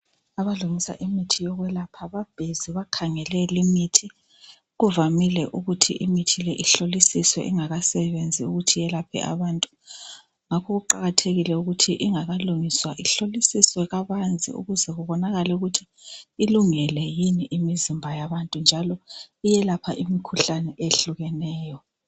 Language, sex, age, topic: North Ndebele, female, 36-49, health